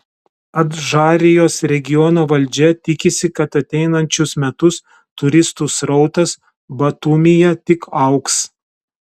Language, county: Lithuanian, Telšiai